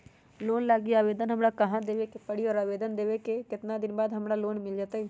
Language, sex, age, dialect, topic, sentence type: Magahi, female, 36-40, Western, banking, question